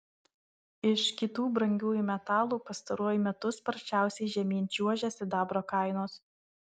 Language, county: Lithuanian, Vilnius